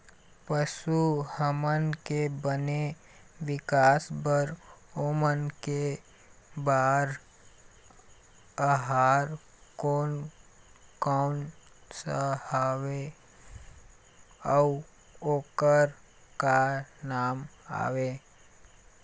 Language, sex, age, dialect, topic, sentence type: Chhattisgarhi, male, 51-55, Eastern, agriculture, question